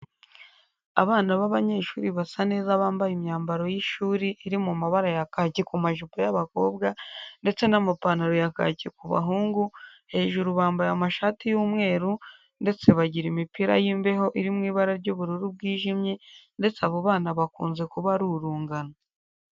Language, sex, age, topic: Kinyarwanda, female, 25-35, education